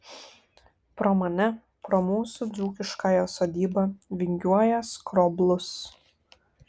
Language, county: Lithuanian, Kaunas